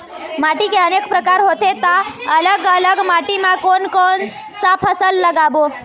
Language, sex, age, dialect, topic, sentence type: Chhattisgarhi, female, 18-24, Eastern, agriculture, question